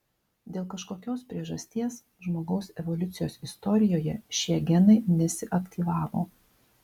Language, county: Lithuanian, Vilnius